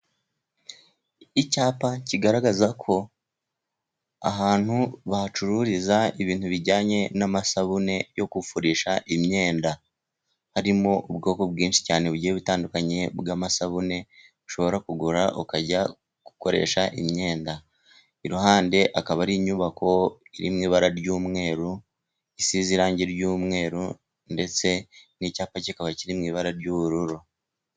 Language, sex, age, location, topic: Kinyarwanda, male, 36-49, Musanze, finance